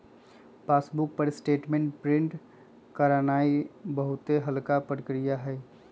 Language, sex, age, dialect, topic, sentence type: Magahi, male, 25-30, Western, banking, statement